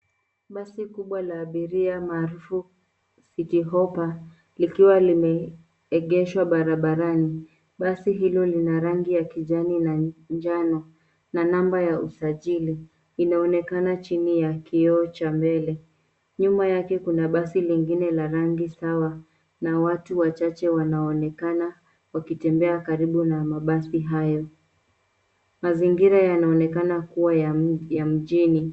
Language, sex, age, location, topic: Swahili, female, 18-24, Nairobi, government